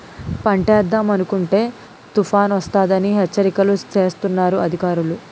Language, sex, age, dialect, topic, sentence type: Telugu, female, 18-24, Utterandhra, agriculture, statement